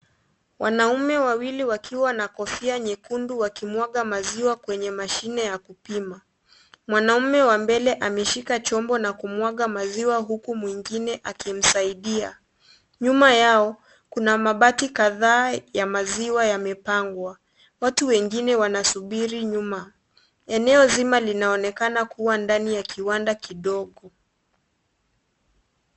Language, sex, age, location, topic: Swahili, female, 25-35, Kisii, agriculture